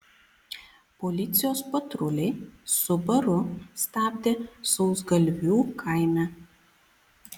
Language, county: Lithuanian, Panevėžys